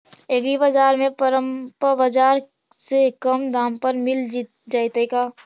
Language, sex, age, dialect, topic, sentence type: Magahi, female, 18-24, Central/Standard, agriculture, question